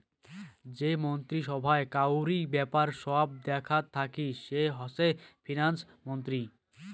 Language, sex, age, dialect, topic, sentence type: Bengali, male, 18-24, Rajbangshi, banking, statement